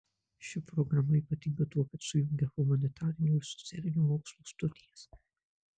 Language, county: Lithuanian, Marijampolė